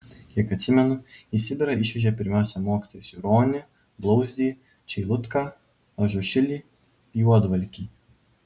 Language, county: Lithuanian, Vilnius